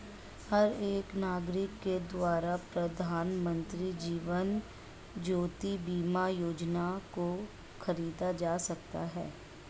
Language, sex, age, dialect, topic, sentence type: Hindi, male, 56-60, Marwari Dhudhari, banking, statement